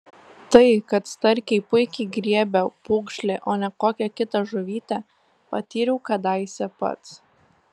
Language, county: Lithuanian, Tauragė